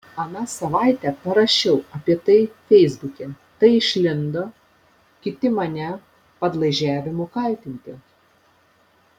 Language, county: Lithuanian, Panevėžys